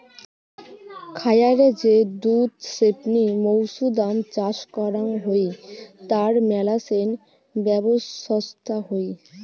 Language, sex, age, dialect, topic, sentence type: Bengali, female, 18-24, Rajbangshi, agriculture, statement